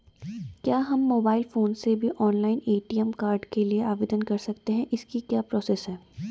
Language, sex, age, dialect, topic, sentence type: Hindi, female, 18-24, Garhwali, banking, question